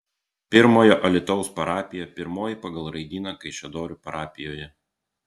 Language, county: Lithuanian, Klaipėda